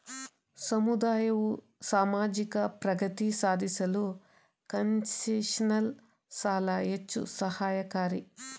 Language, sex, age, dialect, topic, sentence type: Kannada, female, 31-35, Mysore Kannada, banking, statement